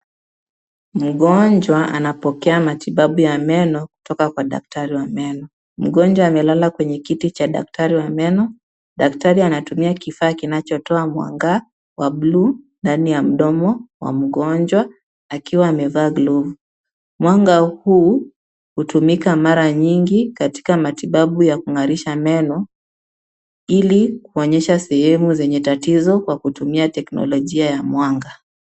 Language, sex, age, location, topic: Swahili, female, 25-35, Kisumu, health